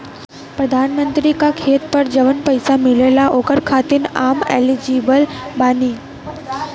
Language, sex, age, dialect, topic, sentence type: Bhojpuri, female, 18-24, Western, banking, question